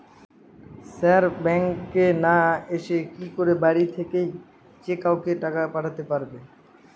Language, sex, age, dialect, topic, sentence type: Bengali, male, 25-30, Northern/Varendri, banking, question